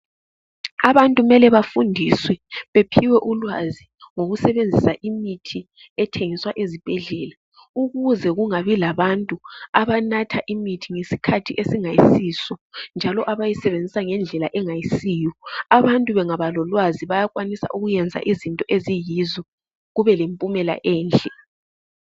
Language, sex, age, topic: North Ndebele, female, 25-35, health